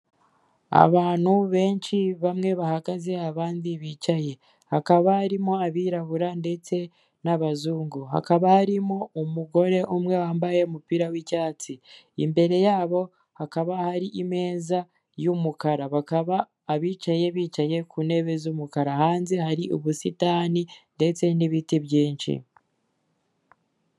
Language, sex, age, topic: Kinyarwanda, female, 18-24, government